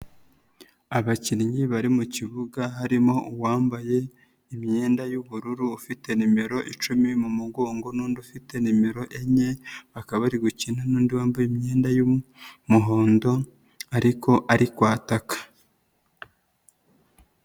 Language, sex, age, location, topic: Kinyarwanda, female, 25-35, Nyagatare, government